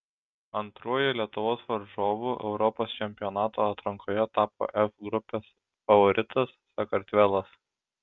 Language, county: Lithuanian, Šiauliai